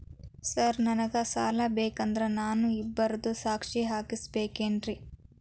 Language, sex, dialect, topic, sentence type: Kannada, female, Dharwad Kannada, banking, question